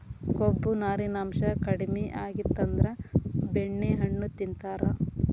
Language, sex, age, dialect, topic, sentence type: Kannada, female, 36-40, Dharwad Kannada, agriculture, statement